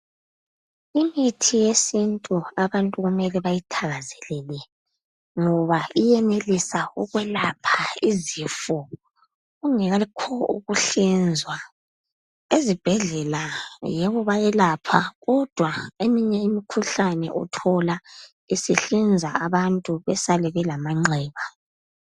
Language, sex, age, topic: North Ndebele, female, 25-35, health